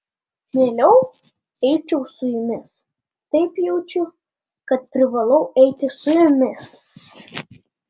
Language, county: Lithuanian, Panevėžys